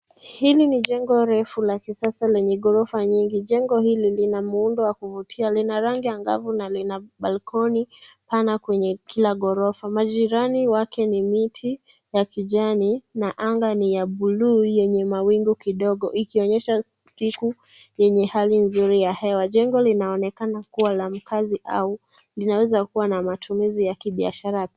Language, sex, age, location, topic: Swahili, female, 18-24, Nairobi, finance